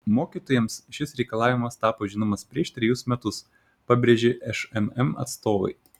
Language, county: Lithuanian, Šiauliai